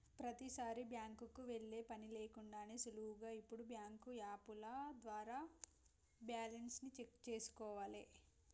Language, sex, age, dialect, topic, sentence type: Telugu, female, 18-24, Telangana, banking, statement